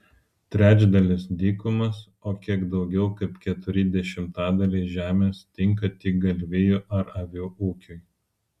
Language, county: Lithuanian, Vilnius